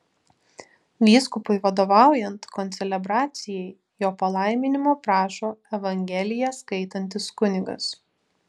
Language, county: Lithuanian, Vilnius